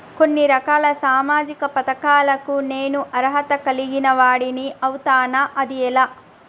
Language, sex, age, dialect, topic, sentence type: Telugu, female, 31-35, Telangana, banking, question